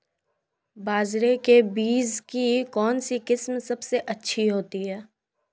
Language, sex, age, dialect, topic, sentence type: Hindi, female, 18-24, Marwari Dhudhari, agriculture, question